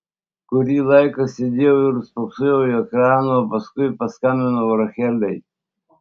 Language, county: Lithuanian, Tauragė